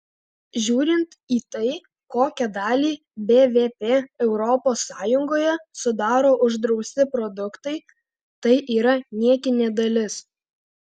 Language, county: Lithuanian, Alytus